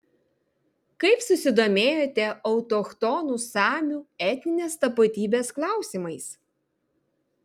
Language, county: Lithuanian, Vilnius